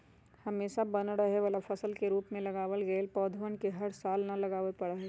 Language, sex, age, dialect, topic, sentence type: Magahi, female, 31-35, Western, agriculture, statement